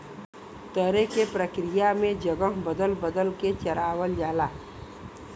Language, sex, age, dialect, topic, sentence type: Bhojpuri, female, 41-45, Western, agriculture, statement